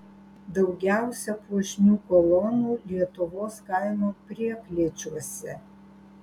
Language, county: Lithuanian, Alytus